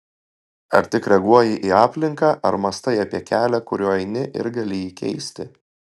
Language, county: Lithuanian, Klaipėda